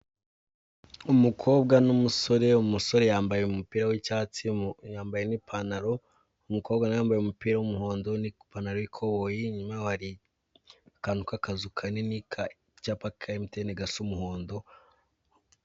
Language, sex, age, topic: Kinyarwanda, male, 18-24, finance